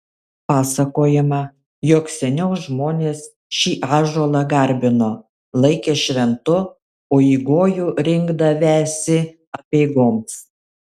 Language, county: Lithuanian, Kaunas